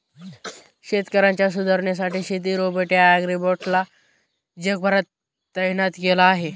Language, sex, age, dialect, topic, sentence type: Marathi, male, 18-24, Northern Konkan, agriculture, statement